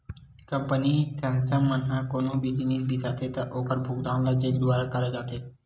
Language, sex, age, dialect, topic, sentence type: Chhattisgarhi, male, 18-24, Western/Budati/Khatahi, banking, statement